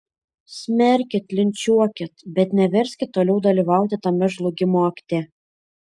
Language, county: Lithuanian, Šiauliai